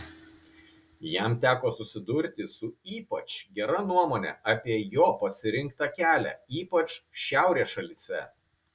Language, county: Lithuanian, Kaunas